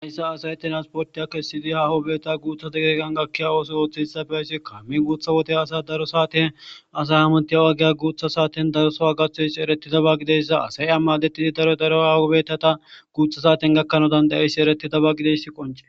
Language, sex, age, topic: Gamo, male, 25-35, government